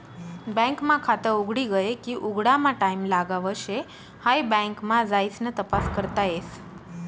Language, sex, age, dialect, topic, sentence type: Marathi, female, 18-24, Northern Konkan, banking, statement